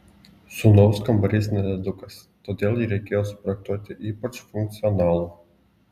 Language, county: Lithuanian, Klaipėda